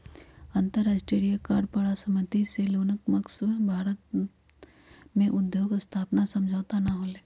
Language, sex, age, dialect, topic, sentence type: Magahi, female, 31-35, Western, banking, statement